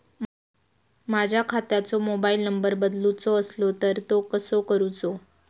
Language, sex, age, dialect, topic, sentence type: Marathi, female, 18-24, Southern Konkan, banking, question